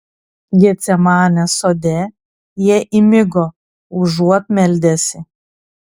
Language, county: Lithuanian, Klaipėda